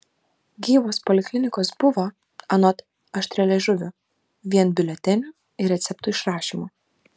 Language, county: Lithuanian, Vilnius